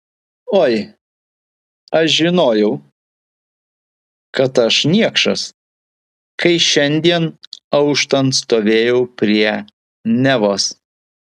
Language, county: Lithuanian, Vilnius